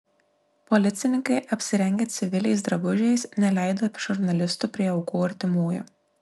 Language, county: Lithuanian, Klaipėda